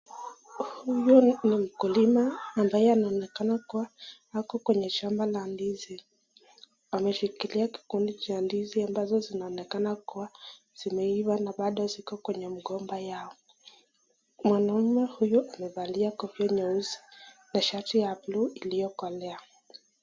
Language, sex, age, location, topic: Swahili, female, 25-35, Nakuru, agriculture